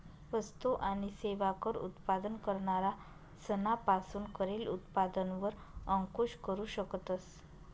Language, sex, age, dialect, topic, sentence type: Marathi, male, 31-35, Northern Konkan, banking, statement